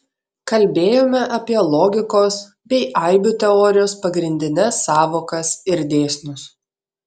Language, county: Lithuanian, Klaipėda